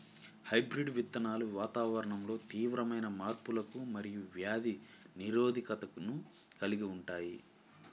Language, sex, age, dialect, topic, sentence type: Telugu, male, 25-30, Central/Coastal, agriculture, statement